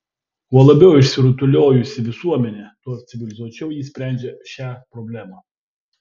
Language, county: Lithuanian, Vilnius